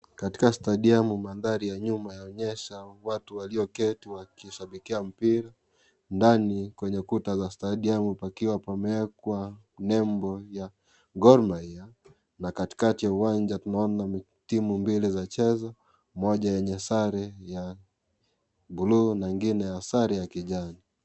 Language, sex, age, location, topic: Swahili, male, 25-35, Kisii, government